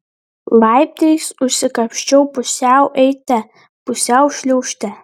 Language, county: Lithuanian, Panevėžys